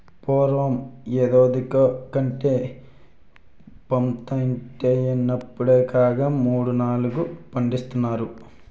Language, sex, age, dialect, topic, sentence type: Telugu, male, 18-24, Utterandhra, agriculture, statement